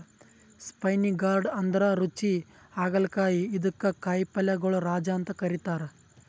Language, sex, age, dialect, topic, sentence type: Kannada, male, 18-24, Northeastern, agriculture, statement